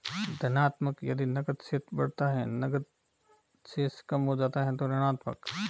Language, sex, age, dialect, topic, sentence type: Hindi, male, 36-40, Marwari Dhudhari, banking, statement